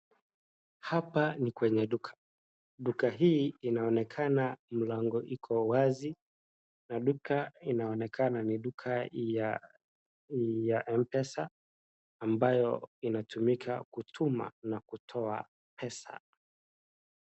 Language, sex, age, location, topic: Swahili, male, 25-35, Wajir, finance